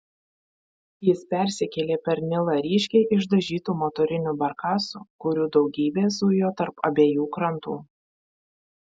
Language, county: Lithuanian, Vilnius